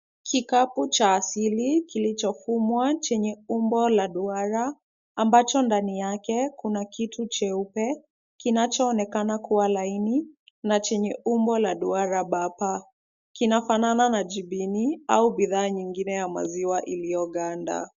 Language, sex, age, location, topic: Swahili, female, 25-35, Kisumu, agriculture